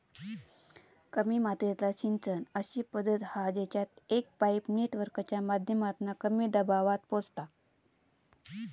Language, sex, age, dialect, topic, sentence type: Marathi, female, 25-30, Southern Konkan, agriculture, statement